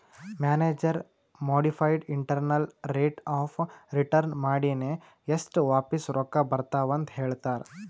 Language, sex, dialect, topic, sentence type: Kannada, male, Northeastern, banking, statement